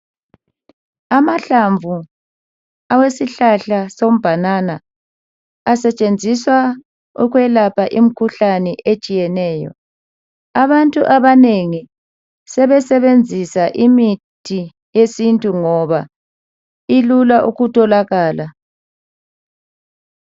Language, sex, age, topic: North Ndebele, male, 36-49, health